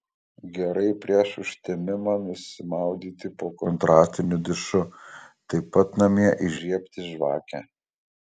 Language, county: Lithuanian, Kaunas